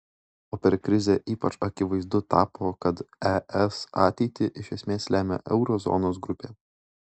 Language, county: Lithuanian, Klaipėda